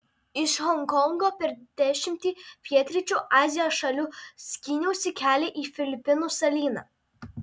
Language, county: Lithuanian, Alytus